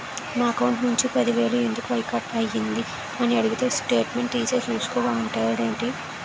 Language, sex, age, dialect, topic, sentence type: Telugu, female, 18-24, Utterandhra, banking, statement